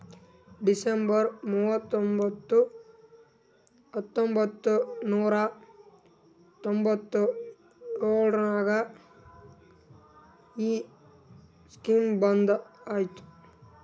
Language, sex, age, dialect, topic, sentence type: Kannada, male, 18-24, Northeastern, banking, statement